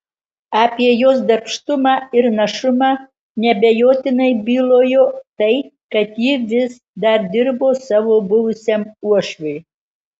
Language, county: Lithuanian, Marijampolė